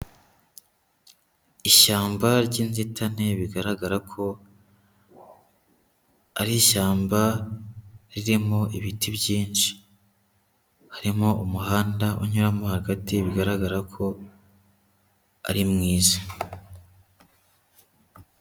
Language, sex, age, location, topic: Kinyarwanda, male, 18-24, Huye, agriculture